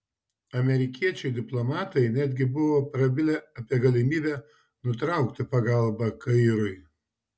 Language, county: Lithuanian, Šiauliai